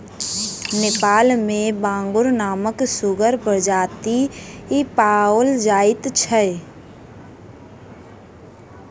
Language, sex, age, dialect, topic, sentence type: Maithili, female, 46-50, Southern/Standard, agriculture, statement